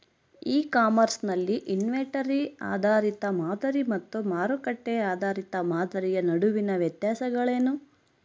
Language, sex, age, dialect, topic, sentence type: Kannada, female, 25-30, Central, agriculture, question